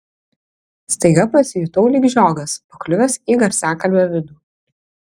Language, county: Lithuanian, Kaunas